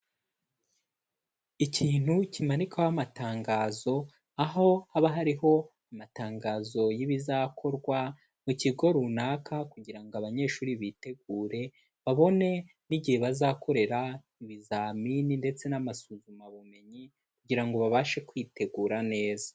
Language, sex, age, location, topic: Kinyarwanda, male, 18-24, Kigali, education